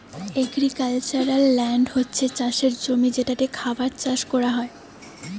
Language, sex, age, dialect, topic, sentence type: Bengali, female, 18-24, Western, agriculture, statement